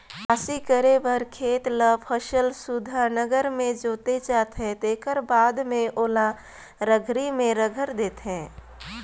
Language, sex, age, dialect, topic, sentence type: Chhattisgarhi, female, 25-30, Northern/Bhandar, agriculture, statement